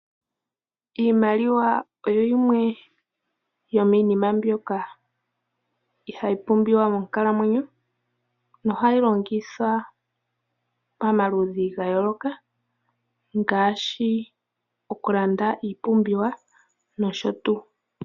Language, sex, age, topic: Oshiwambo, female, 18-24, finance